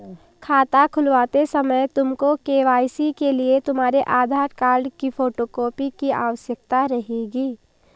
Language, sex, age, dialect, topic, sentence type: Hindi, female, 18-24, Marwari Dhudhari, banking, statement